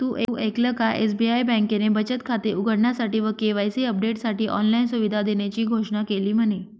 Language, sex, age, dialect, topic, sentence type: Marathi, female, 25-30, Northern Konkan, banking, statement